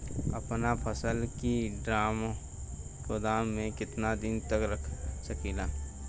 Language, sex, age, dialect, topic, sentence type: Bhojpuri, male, 18-24, Western, agriculture, question